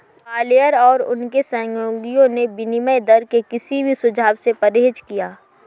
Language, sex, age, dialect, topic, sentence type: Hindi, female, 31-35, Awadhi Bundeli, banking, statement